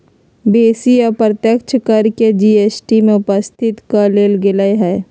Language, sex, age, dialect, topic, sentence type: Magahi, female, 31-35, Western, banking, statement